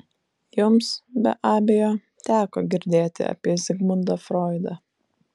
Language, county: Lithuanian, Vilnius